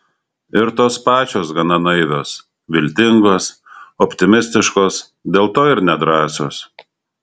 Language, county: Lithuanian, Šiauliai